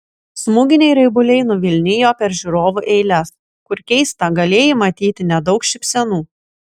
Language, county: Lithuanian, Kaunas